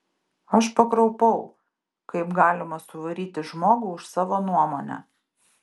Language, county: Lithuanian, Kaunas